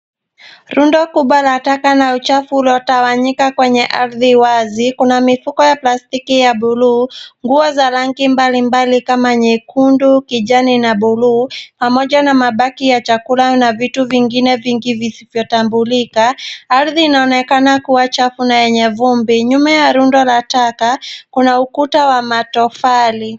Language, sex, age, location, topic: Swahili, female, 18-24, Nairobi, government